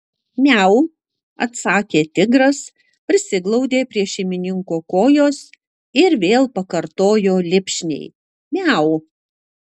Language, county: Lithuanian, Utena